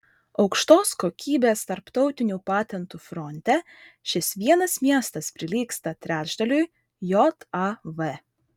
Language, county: Lithuanian, Vilnius